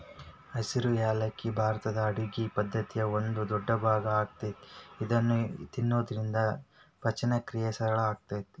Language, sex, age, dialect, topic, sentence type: Kannada, male, 18-24, Dharwad Kannada, agriculture, statement